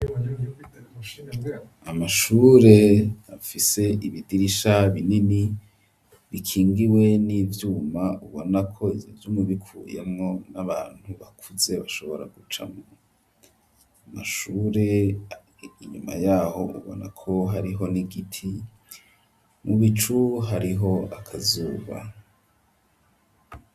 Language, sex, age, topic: Rundi, male, 25-35, education